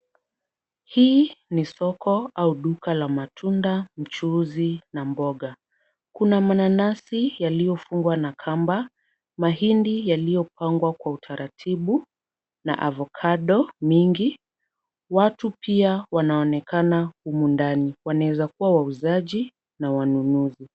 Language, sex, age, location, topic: Swahili, female, 18-24, Kisumu, finance